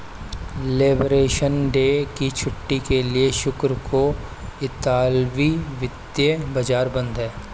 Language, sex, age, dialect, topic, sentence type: Hindi, male, 25-30, Awadhi Bundeli, banking, statement